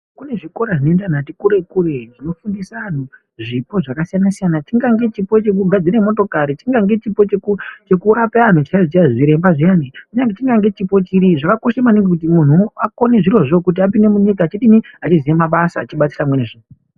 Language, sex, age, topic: Ndau, male, 18-24, education